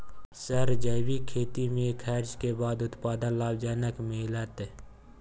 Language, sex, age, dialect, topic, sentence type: Maithili, male, 18-24, Bajjika, agriculture, question